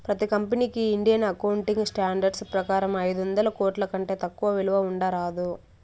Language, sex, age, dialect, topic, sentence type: Telugu, female, 18-24, Southern, banking, statement